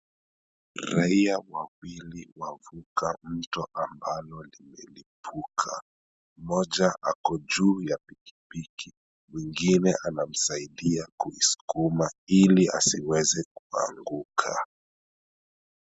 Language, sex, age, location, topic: Swahili, male, 25-35, Kisumu, health